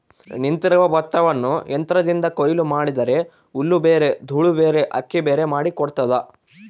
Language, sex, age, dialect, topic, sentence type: Kannada, male, 18-24, Central, agriculture, statement